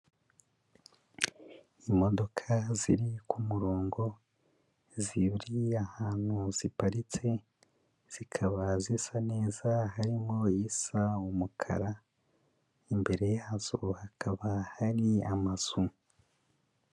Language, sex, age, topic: Kinyarwanda, male, 25-35, education